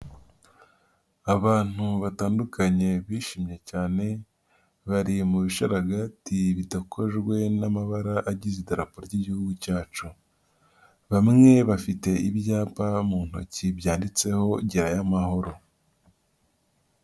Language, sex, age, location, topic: Kinyarwanda, female, 50+, Nyagatare, government